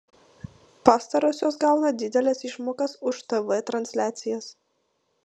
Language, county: Lithuanian, Vilnius